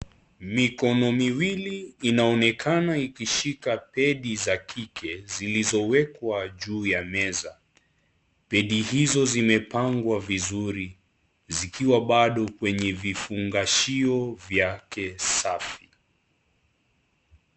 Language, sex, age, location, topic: Swahili, male, 25-35, Kisii, health